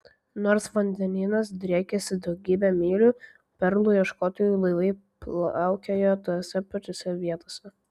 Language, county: Lithuanian, Vilnius